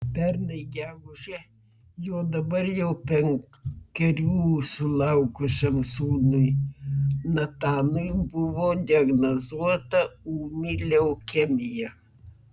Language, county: Lithuanian, Vilnius